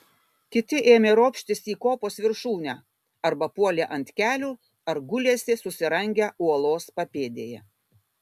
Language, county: Lithuanian, Kaunas